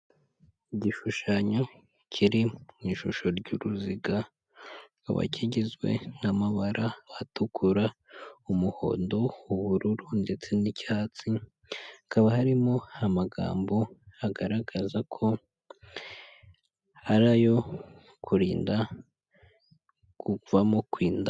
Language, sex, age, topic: Kinyarwanda, male, 25-35, health